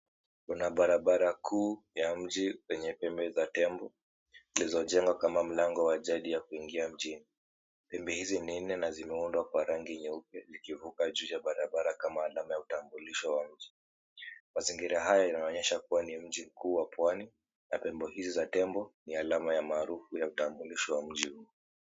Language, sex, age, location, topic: Swahili, male, 18-24, Mombasa, government